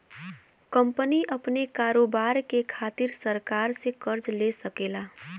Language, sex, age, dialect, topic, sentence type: Bhojpuri, female, 18-24, Western, banking, statement